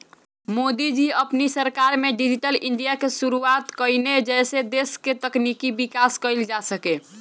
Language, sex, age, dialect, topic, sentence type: Bhojpuri, male, 18-24, Northern, banking, statement